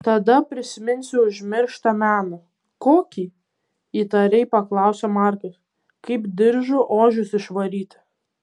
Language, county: Lithuanian, Kaunas